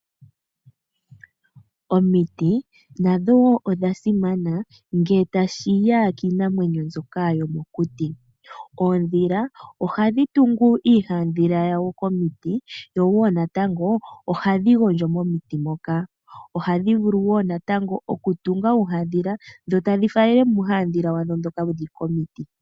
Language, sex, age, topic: Oshiwambo, female, 25-35, agriculture